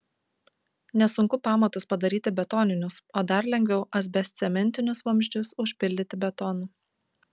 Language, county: Lithuanian, Kaunas